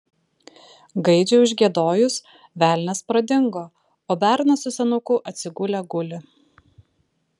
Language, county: Lithuanian, Vilnius